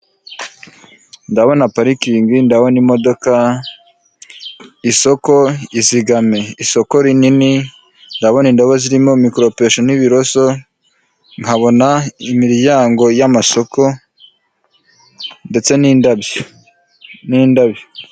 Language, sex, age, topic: Kinyarwanda, male, 25-35, government